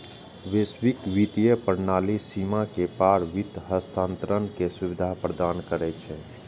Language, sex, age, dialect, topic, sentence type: Maithili, male, 25-30, Eastern / Thethi, banking, statement